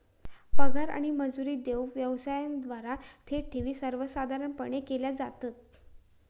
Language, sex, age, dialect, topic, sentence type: Marathi, female, 18-24, Southern Konkan, banking, statement